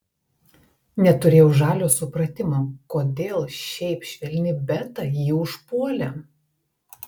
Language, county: Lithuanian, Telšiai